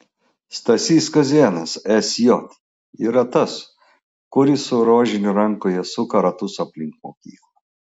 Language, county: Lithuanian, Klaipėda